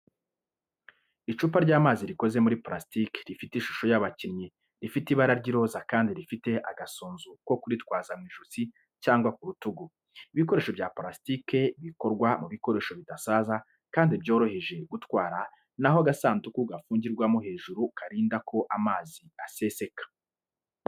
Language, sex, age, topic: Kinyarwanda, male, 25-35, education